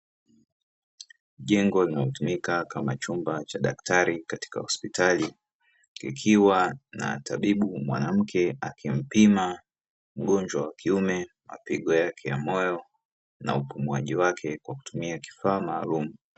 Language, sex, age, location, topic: Swahili, male, 36-49, Dar es Salaam, health